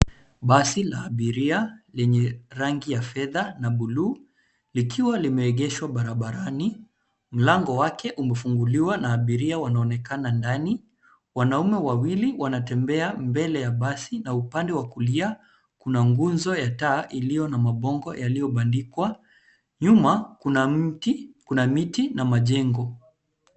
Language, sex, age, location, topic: Swahili, male, 25-35, Nairobi, government